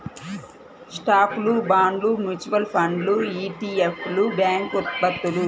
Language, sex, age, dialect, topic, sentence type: Telugu, female, 31-35, Central/Coastal, banking, statement